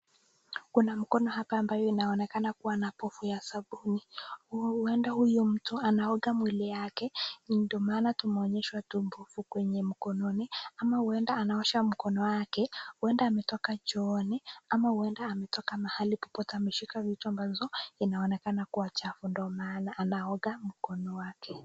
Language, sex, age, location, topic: Swahili, female, 25-35, Nakuru, health